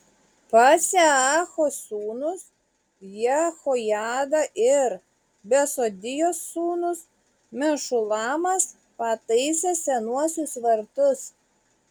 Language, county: Lithuanian, Šiauliai